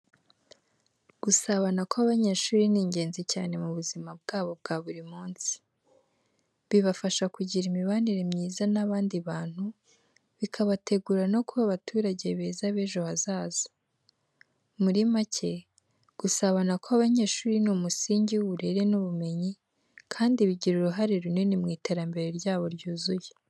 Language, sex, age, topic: Kinyarwanda, female, 18-24, education